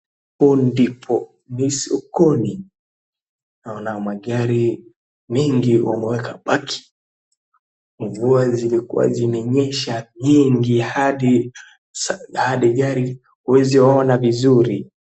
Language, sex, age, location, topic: Swahili, male, 18-24, Wajir, health